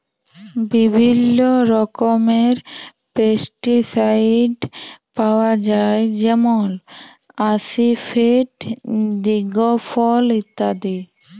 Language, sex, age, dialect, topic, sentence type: Bengali, female, 18-24, Jharkhandi, agriculture, statement